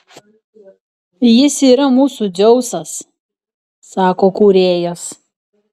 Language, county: Lithuanian, Šiauliai